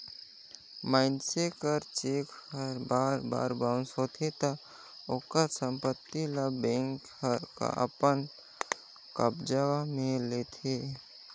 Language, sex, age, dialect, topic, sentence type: Chhattisgarhi, male, 56-60, Northern/Bhandar, banking, statement